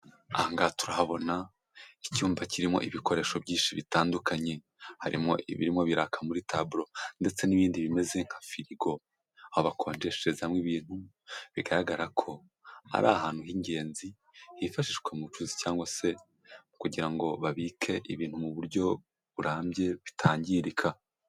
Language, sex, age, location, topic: Kinyarwanda, male, 18-24, Huye, health